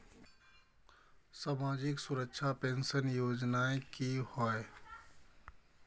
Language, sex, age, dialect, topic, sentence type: Magahi, male, 31-35, Northeastern/Surjapuri, banking, question